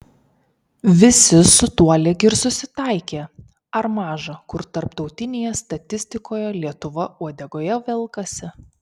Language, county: Lithuanian, Kaunas